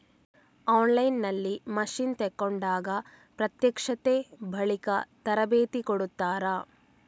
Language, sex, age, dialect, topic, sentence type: Kannada, female, 36-40, Coastal/Dakshin, agriculture, question